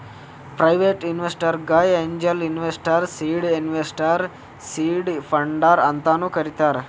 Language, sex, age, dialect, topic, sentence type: Kannada, male, 18-24, Northeastern, banking, statement